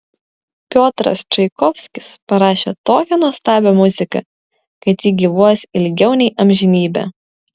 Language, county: Lithuanian, Vilnius